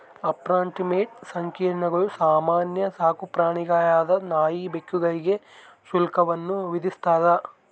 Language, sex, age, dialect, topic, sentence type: Kannada, male, 18-24, Central, banking, statement